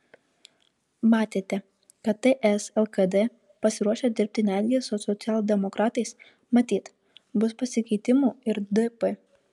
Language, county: Lithuanian, Kaunas